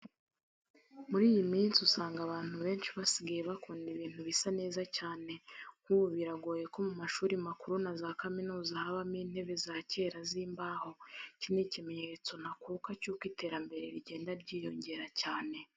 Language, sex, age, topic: Kinyarwanda, female, 25-35, education